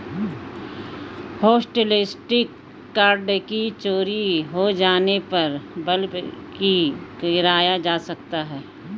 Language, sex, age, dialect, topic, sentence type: Hindi, female, 18-24, Hindustani Malvi Khadi Boli, banking, statement